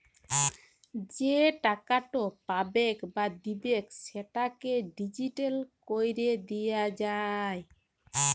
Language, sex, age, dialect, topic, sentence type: Bengali, female, 18-24, Jharkhandi, banking, statement